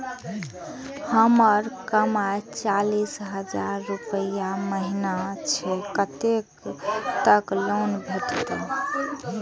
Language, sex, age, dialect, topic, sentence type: Maithili, female, 18-24, Eastern / Thethi, banking, question